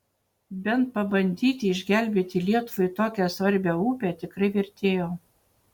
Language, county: Lithuanian, Utena